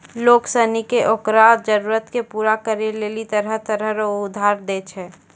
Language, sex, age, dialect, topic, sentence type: Maithili, female, 60-100, Angika, banking, statement